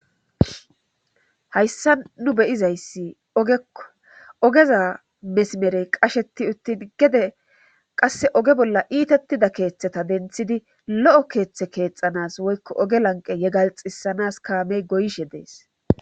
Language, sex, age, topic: Gamo, female, 25-35, government